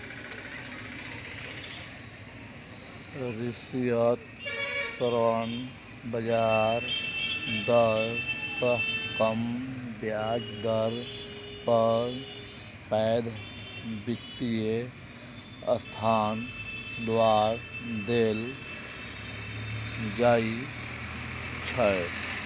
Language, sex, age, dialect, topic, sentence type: Maithili, male, 31-35, Eastern / Thethi, banking, statement